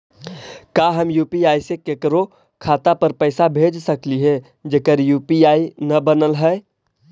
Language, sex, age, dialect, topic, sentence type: Magahi, male, 18-24, Central/Standard, banking, question